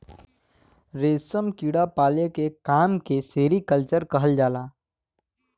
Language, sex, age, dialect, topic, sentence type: Bhojpuri, male, 18-24, Western, agriculture, statement